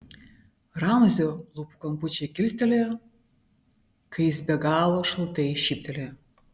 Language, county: Lithuanian, Vilnius